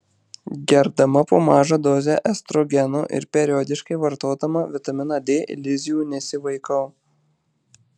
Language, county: Lithuanian, Marijampolė